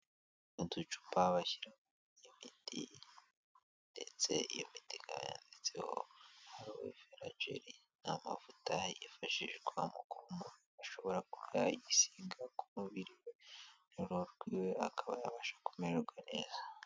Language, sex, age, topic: Kinyarwanda, male, 18-24, health